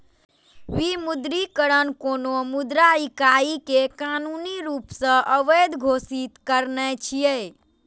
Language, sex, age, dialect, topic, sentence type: Maithili, female, 18-24, Eastern / Thethi, banking, statement